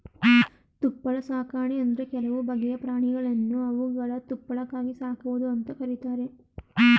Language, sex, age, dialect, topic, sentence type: Kannada, female, 36-40, Mysore Kannada, agriculture, statement